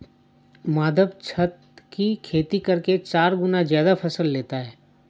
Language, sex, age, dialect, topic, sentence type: Hindi, male, 31-35, Awadhi Bundeli, agriculture, statement